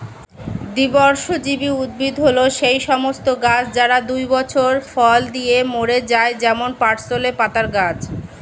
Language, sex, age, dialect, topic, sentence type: Bengali, female, 25-30, Standard Colloquial, agriculture, statement